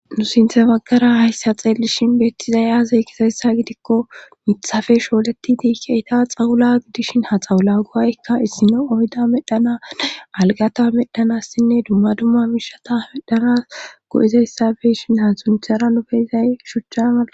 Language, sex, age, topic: Gamo, female, 18-24, government